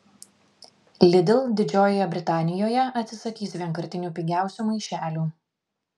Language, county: Lithuanian, Vilnius